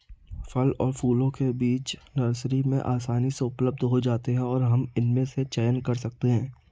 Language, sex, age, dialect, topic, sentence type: Hindi, male, 25-30, Marwari Dhudhari, agriculture, statement